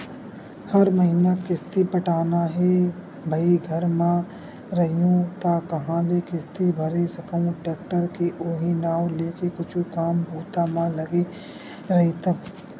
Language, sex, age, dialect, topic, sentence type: Chhattisgarhi, male, 56-60, Western/Budati/Khatahi, banking, statement